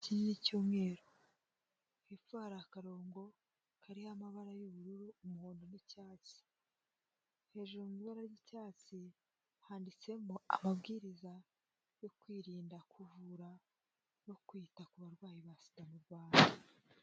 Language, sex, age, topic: Kinyarwanda, female, 18-24, health